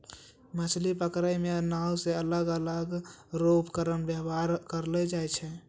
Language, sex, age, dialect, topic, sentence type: Maithili, male, 18-24, Angika, agriculture, statement